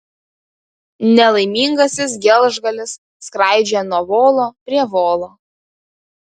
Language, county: Lithuanian, Kaunas